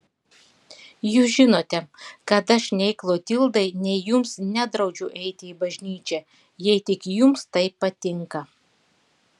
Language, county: Lithuanian, Klaipėda